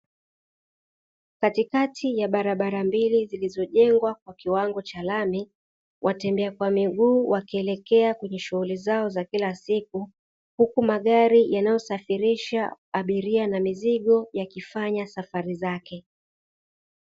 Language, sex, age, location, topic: Swahili, female, 36-49, Dar es Salaam, government